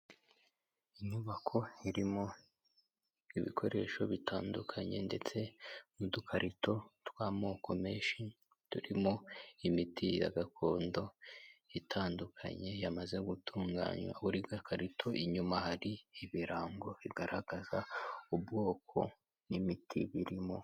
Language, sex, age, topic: Kinyarwanda, male, 25-35, health